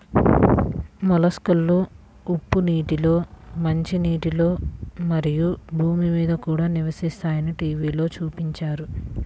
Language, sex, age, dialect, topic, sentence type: Telugu, female, 18-24, Central/Coastal, agriculture, statement